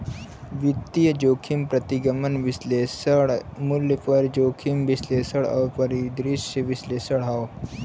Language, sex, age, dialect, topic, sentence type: Bhojpuri, male, 18-24, Western, banking, statement